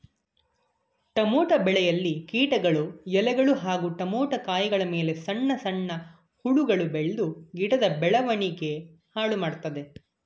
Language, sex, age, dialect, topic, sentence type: Kannada, male, 18-24, Mysore Kannada, agriculture, statement